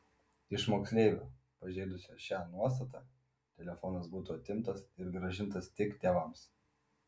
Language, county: Lithuanian, Vilnius